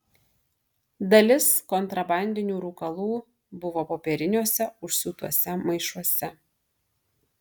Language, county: Lithuanian, Marijampolė